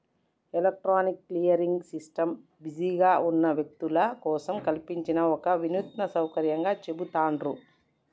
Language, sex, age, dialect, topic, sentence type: Telugu, male, 36-40, Telangana, banking, statement